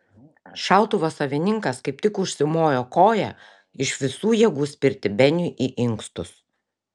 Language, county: Lithuanian, Šiauliai